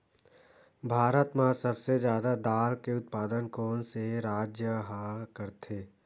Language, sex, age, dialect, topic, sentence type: Chhattisgarhi, male, 18-24, Western/Budati/Khatahi, agriculture, question